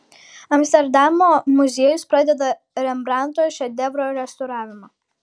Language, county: Lithuanian, Kaunas